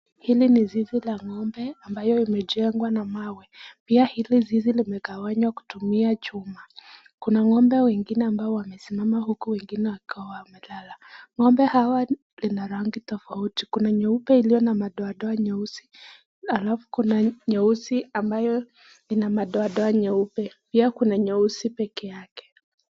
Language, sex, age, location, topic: Swahili, female, 25-35, Nakuru, agriculture